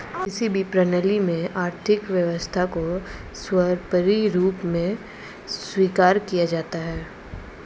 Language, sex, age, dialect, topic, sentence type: Hindi, female, 18-24, Marwari Dhudhari, banking, statement